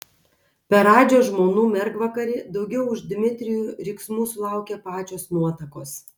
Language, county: Lithuanian, Kaunas